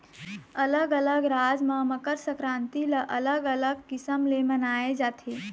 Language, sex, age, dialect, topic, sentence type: Chhattisgarhi, female, 25-30, Eastern, agriculture, statement